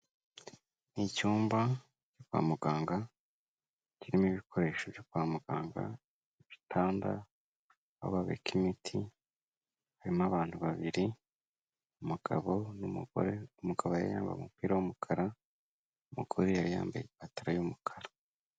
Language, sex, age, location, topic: Kinyarwanda, male, 25-35, Kigali, health